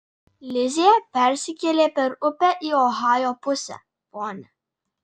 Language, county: Lithuanian, Alytus